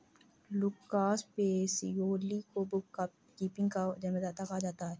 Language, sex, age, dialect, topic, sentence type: Hindi, female, 60-100, Kanauji Braj Bhasha, banking, statement